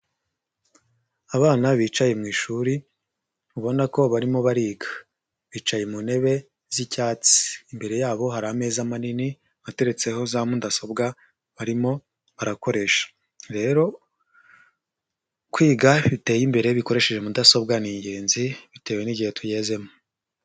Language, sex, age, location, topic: Kinyarwanda, male, 50+, Nyagatare, education